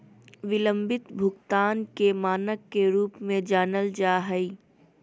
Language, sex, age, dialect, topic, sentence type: Magahi, female, 18-24, Southern, banking, statement